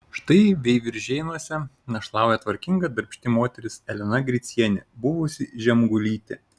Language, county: Lithuanian, Šiauliai